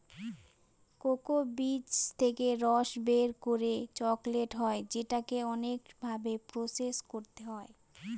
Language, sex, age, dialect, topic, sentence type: Bengali, female, 31-35, Northern/Varendri, agriculture, statement